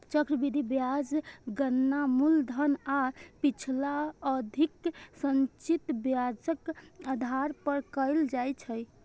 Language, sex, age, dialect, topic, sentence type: Maithili, female, 18-24, Eastern / Thethi, banking, statement